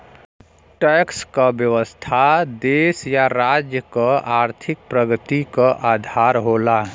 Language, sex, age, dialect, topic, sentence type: Bhojpuri, male, 36-40, Western, banking, statement